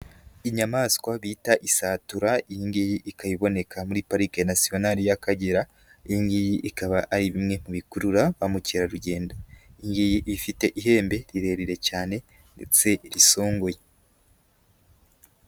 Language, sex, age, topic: Kinyarwanda, female, 18-24, agriculture